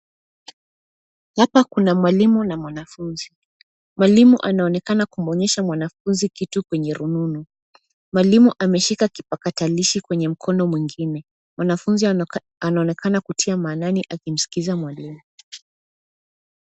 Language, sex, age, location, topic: Swahili, female, 25-35, Nairobi, education